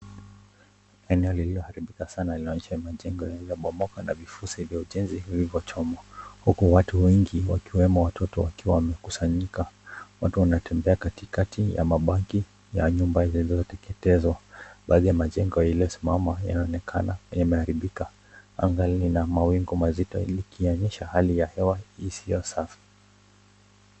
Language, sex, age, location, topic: Swahili, male, 25-35, Nakuru, health